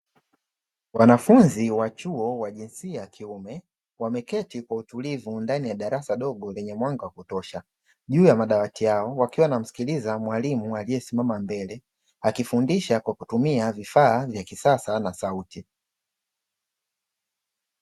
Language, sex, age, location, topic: Swahili, male, 25-35, Dar es Salaam, education